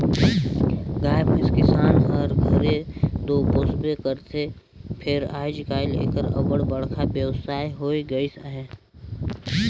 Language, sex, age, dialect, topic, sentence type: Chhattisgarhi, male, 25-30, Northern/Bhandar, agriculture, statement